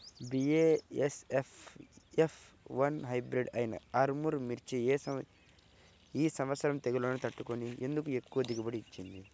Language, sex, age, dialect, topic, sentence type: Telugu, male, 25-30, Central/Coastal, agriculture, question